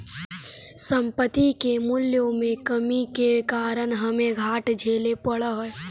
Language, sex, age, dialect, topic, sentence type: Magahi, female, 25-30, Central/Standard, agriculture, statement